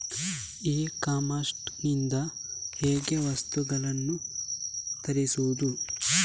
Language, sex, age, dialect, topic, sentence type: Kannada, male, 25-30, Coastal/Dakshin, agriculture, question